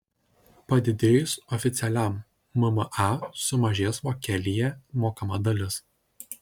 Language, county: Lithuanian, Šiauliai